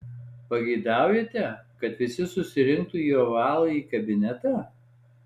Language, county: Lithuanian, Alytus